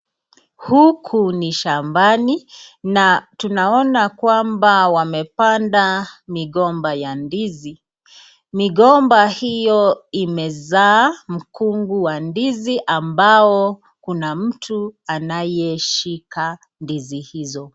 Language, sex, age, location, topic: Swahili, female, 36-49, Nakuru, agriculture